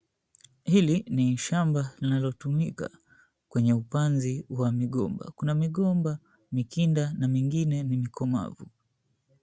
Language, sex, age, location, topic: Swahili, male, 25-35, Mombasa, agriculture